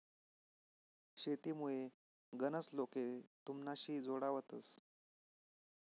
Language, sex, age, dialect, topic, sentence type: Marathi, male, 25-30, Northern Konkan, agriculture, statement